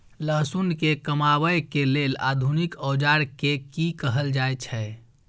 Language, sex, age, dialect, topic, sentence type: Maithili, female, 18-24, Bajjika, agriculture, question